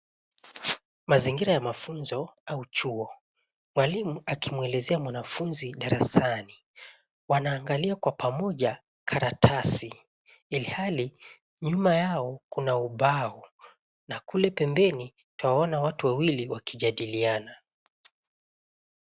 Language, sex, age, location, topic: Swahili, male, 25-35, Nairobi, education